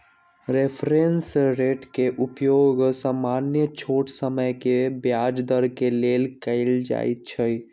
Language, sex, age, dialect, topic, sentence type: Magahi, male, 18-24, Western, banking, statement